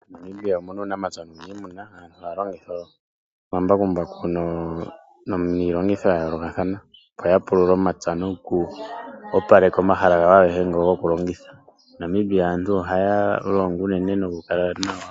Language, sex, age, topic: Oshiwambo, male, 25-35, agriculture